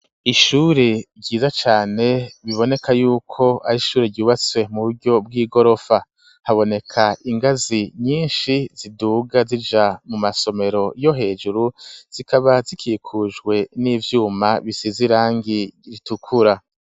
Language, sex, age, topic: Rundi, male, 50+, education